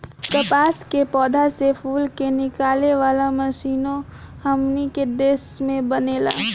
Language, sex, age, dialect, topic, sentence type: Bhojpuri, female, 18-24, Southern / Standard, agriculture, statement